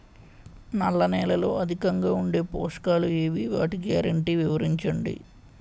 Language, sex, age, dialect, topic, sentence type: Telugu, male, 18-24, Utterandhra, agriculture, question